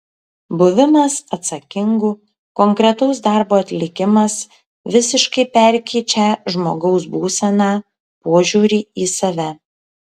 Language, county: Lithuanian, Kaunas